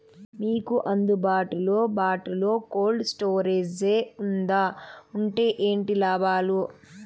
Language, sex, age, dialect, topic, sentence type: Telugu, female, 18-24, Southern, agriculture, question